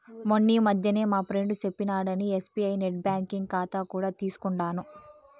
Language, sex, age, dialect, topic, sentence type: Telugu, female, 18-24, Southern, banking, statement